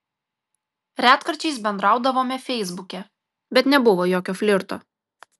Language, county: Lithuanian, Kaunas